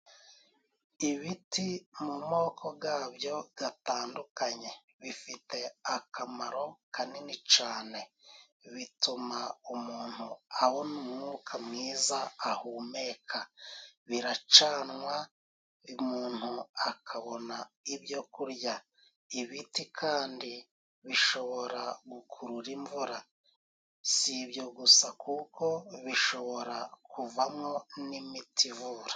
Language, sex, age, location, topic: Kinyarwanda, male, 36-49, Musanze, health